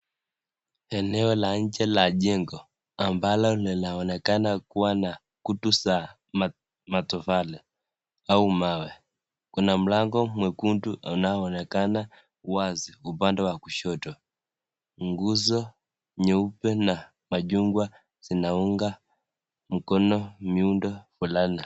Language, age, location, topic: Swahili, 25-35, Nakuru, education